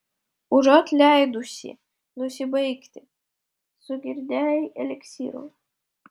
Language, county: Lithuanian, Vilnius